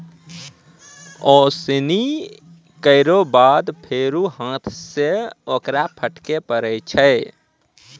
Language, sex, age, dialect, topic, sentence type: Maithili, male, 25-30, Angika, agriculture, statement